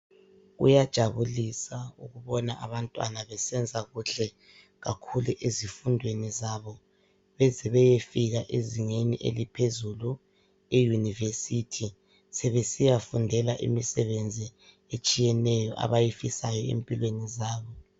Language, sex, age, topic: North Ndebele, female, 25-35, education